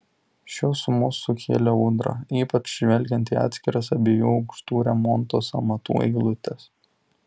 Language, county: Lithuanian, Tauragė